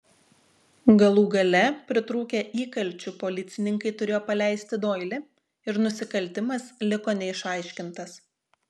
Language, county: Lithuanian, Šiauliai